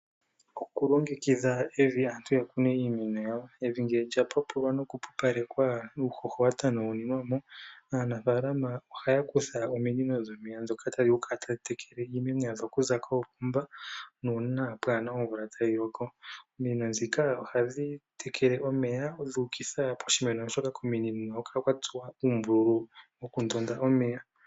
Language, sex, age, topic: Oshiwambo, male, 18-24, agriculture